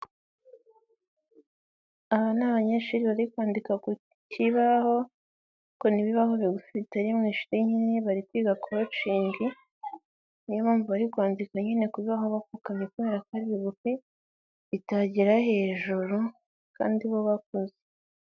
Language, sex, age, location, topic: Kinyarwanda, female, 25-35, Nyagatare, education